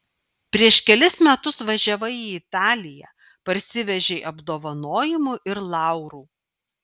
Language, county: Lithuanian, Vilnius